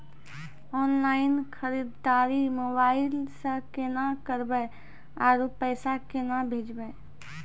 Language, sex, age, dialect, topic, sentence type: Maithili, female, 56-60, Angika, banking, question